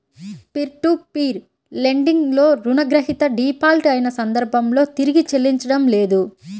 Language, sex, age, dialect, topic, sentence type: Telugu, female, 25-30, Central/Coastal, banking, statement